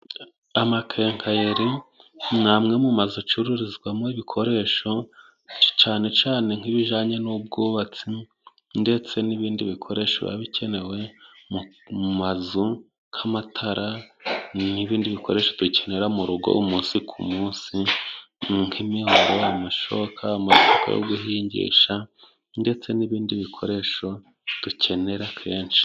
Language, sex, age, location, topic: Kinyarwanda, male, 25-35, Musanze, finance